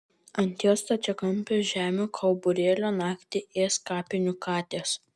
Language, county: Lithuanian, Vilnius